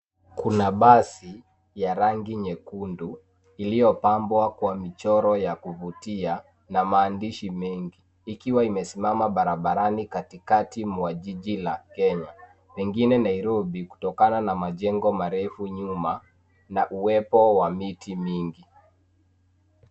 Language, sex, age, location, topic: Swahili, male, 18-24, Nairobi, government